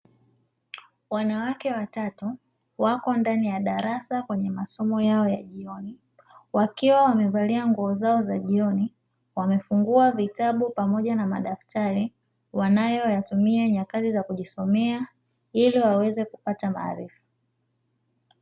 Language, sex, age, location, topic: Swahili, female, 25-35, Dar es Salaam, education